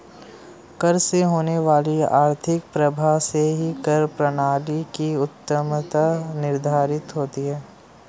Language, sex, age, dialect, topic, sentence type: Hindi, male, 18-24, Marwari Dhudhari, banking, statement